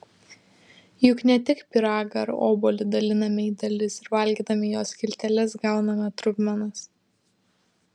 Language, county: Lithuanian, Vilnius